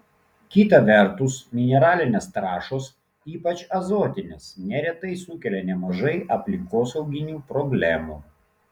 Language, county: Lithuanian, Klaipėda